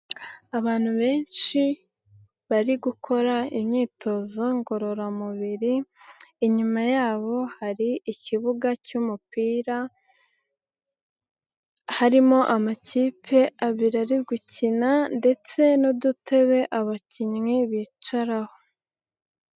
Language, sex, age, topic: Kinyarwanda, female, 18-24, government